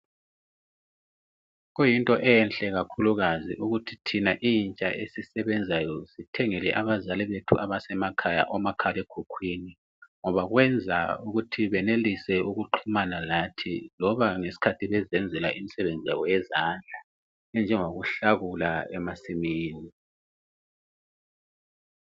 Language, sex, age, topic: North Ndebele, male, 36-49, health